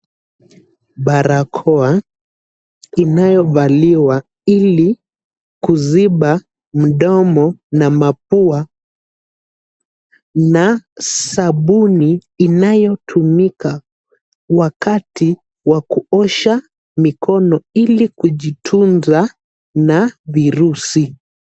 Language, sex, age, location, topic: Swahili, male, 18-24, Nairobi, health